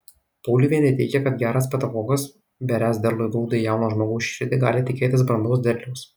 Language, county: Lithuanian, Kaunas